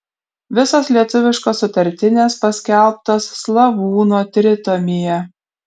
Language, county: Lithuanian, Kaunas